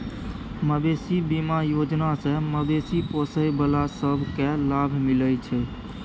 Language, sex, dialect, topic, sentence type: Maithili, male, Bajjika, agriculture, statement